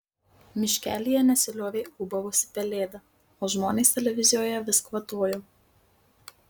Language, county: Lithuanian, Marijampolė